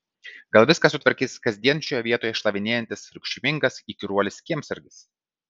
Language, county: Lithuanian, Vilnius